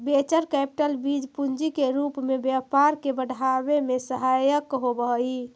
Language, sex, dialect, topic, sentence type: Magahi, female, Central/Standard, agriculture, statement